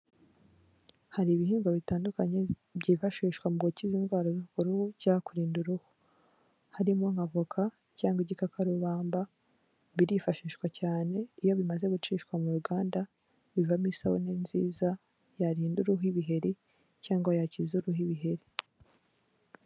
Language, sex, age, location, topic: Kinyarwanda, female, 18-24, Kigali, health